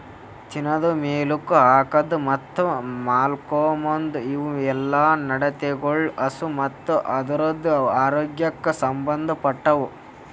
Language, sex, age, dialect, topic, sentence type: Kannada, male, 18-24, Northeastern, agriculture, statement